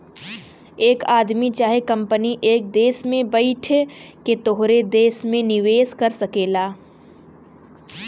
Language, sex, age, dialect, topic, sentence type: Bhojpuri, female, 18-24, Western, banking, statement